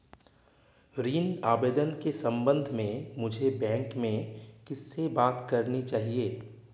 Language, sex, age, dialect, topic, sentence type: Hindi, male, 31-35, Marwari Dhudhari, banking, question